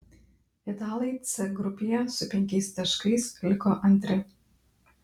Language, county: Lithuanian, Klaipėda